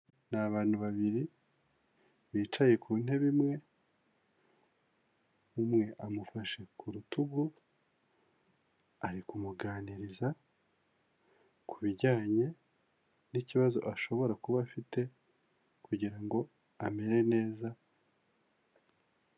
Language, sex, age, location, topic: Kinyarwanda, male, 25-35, Kigali, health